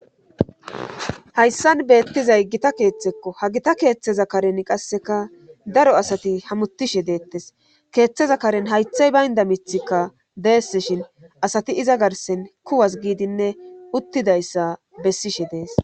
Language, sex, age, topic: Gamo, female, 25-35, government